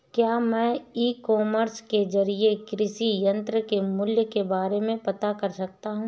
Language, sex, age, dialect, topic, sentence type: Hindi, female, 31-35, Marwari Dhudhari, agriculture, question